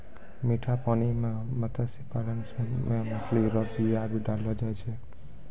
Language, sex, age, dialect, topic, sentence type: Maithili, female, 25-30, Angika, agriculture, statement